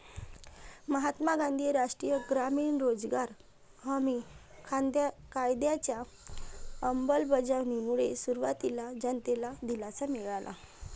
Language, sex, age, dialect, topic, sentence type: Marathi, female, 25-30, Varhadi, banking, statement